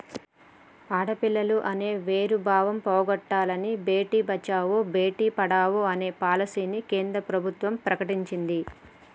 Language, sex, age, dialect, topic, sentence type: Telugu, female, 31-35, Telangana, banking, statement